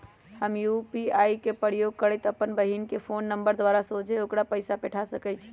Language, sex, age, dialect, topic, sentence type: Magahi, male, 18-24, Western, banking, statement